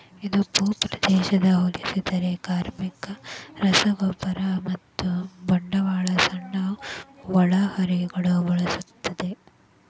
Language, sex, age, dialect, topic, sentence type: Kannada, female, 18-24, Dharwad Kannada, agriculture, statement